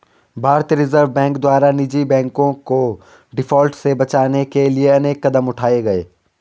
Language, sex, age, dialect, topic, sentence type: Hindi, male, 18-24, Garhwali, banking, statement